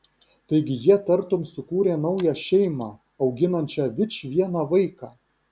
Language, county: Lithuanian, Vilnius